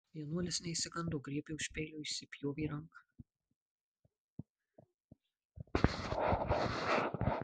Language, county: Lithuanian, Marijampolė